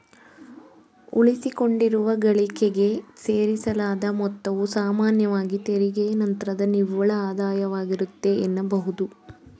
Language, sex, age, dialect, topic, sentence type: Kannada, female, 18-24, Mysore Kannada, banking, statement